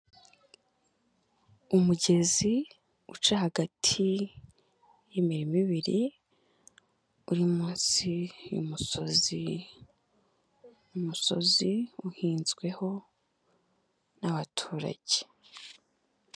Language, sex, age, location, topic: Kinyarwanda, female, 18-24, Nyagatare, agriculture